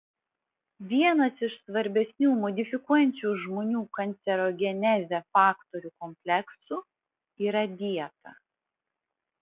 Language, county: Lithuanian, Vilnius